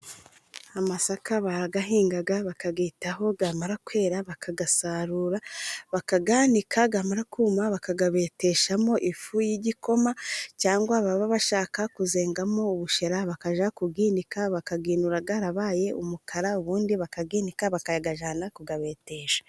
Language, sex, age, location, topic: Kinyarwanda, female, 25-35, Musanze, agriculture